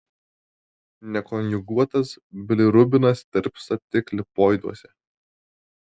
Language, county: Lithuanian, Tauragė